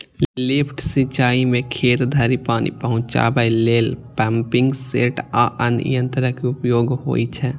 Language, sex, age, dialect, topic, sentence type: Maithili, male, 18-24, Eastern / Thethi, agriculture, statement